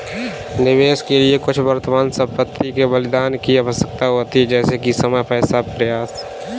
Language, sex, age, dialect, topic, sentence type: Hindi, male, 18-24, Kanauji Braj Bhasha, banking, statement